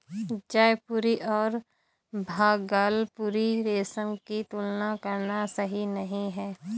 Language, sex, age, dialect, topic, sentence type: Hindi, female, 18-24, Awadhi Bundeli, agriculture, statement